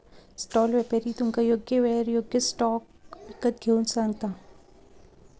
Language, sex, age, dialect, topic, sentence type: Marathi, female, 18-24, Southern Konkan, banking, statement